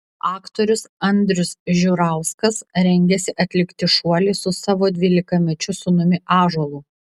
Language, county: Lithuanian, Vilnius